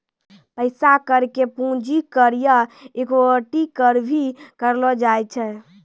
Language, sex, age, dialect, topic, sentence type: Maithili, female, 18-24, Angika, banking, statement